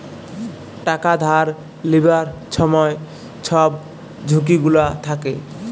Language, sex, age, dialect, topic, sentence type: Bengali, male, 18-24, Jharkhandi, banking, statement